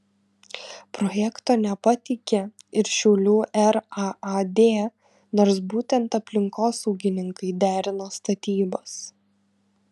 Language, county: Lithuanian, Kaunas